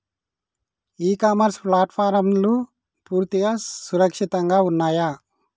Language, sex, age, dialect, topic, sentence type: Telugu, male, 31-35, Telangana, agriculture, question